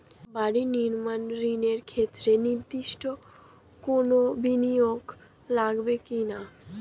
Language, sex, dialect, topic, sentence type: Bengali, female, Standard Colloquial, banking, question